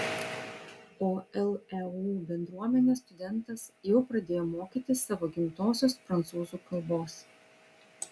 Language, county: Lithuanian, Vilnius